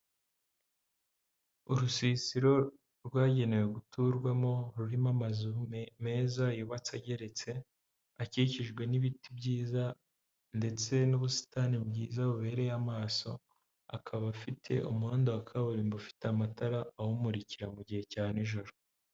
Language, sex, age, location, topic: Kinyarwanda, male, 18-24, Huye, government